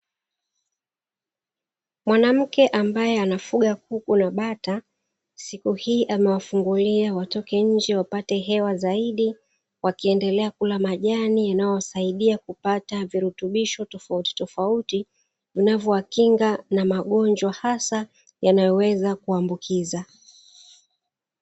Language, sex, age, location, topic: Swahili, female, 36-49, Dar es Salaam, agriculture